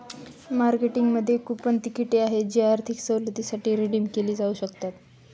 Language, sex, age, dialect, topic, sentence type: Marathi, female, 25-30, Northern Konkan, banking, statement